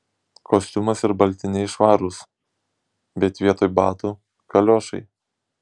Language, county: Lithuanian, Šiauliai